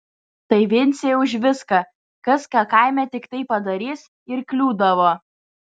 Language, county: Lithuanian, Vilnius